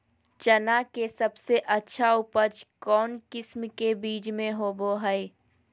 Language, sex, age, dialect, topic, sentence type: Magahi, female, 18-24, Southern, agriculture, question